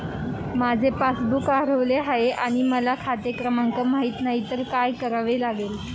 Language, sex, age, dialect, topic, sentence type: Marathi, female, 18-24, Standard Marathi, banking, question